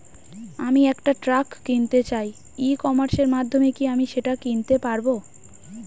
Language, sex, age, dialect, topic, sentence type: Bengali, female, 18-24, Standard Colloquial, agriculture, question